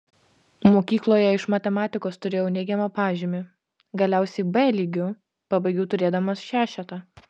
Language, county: Lithuanian, Vilnius